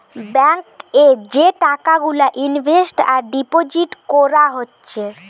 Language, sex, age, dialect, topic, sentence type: Bengali, female, 18-24, Western, banking, statement